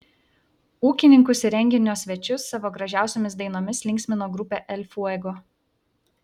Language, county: Lithuanian, Vilnius